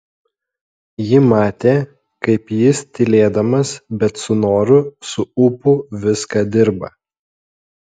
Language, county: Lithuanian, Kaunas